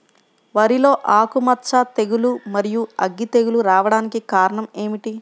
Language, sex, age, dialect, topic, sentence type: Telugu, female, 51-55, Central/Coastal, agriculture, question